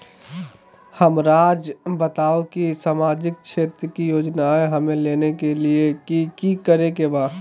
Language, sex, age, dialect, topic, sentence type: Magahi, male, 18-24, Southern, banking, question